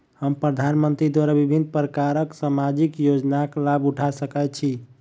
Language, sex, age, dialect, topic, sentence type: Maithili, male, 41-45, Southern/Standard, banking, question